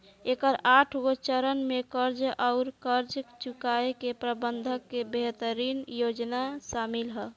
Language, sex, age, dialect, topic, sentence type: Bhojpuri, female, 18-24, Southern / Standard, banking, statement